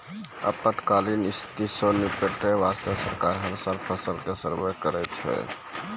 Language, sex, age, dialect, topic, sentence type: Maithili, male, 18-24, Angika, agriculture, statement